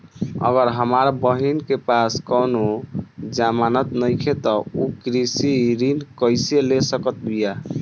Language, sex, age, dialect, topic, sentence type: Bhojpuri, male, 18-24, Southern / Standard, agriculture, statement